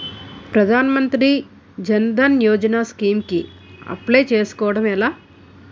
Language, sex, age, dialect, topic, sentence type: Telugu, female, 46-50, Utterandhra, banking, question